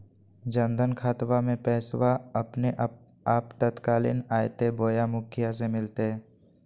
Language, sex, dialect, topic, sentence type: Magahi, male, Southern, banking, question